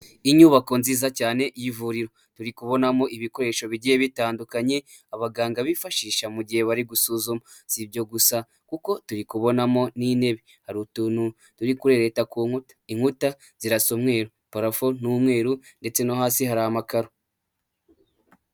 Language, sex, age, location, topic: Kinyarwanda, male, 18-24, Huye, health